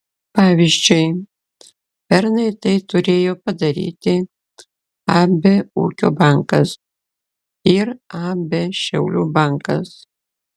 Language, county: Lithuanian, Klaipėda